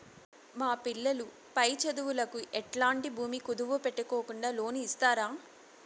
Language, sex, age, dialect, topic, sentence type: Telugu, female, 31-35, Southern, banking, question